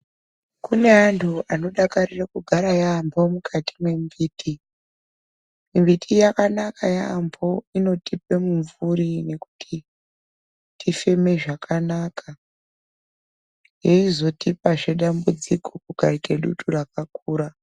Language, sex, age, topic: Ndau, male, 18-24, health